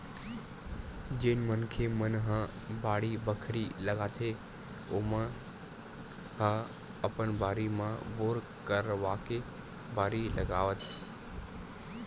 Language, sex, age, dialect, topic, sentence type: Chhattisgarhi, male, 18-24, Western/Budati/Khatahi, agriculture, statement